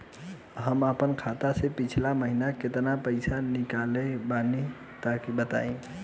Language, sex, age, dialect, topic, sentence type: Bhojpuri, male, 18-24, Southern / Standard, banking, question